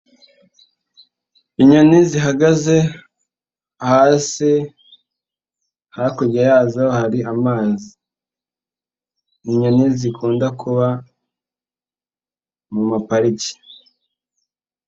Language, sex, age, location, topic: Kinyarwanda, female, 18-24, Nyagatare, agriculture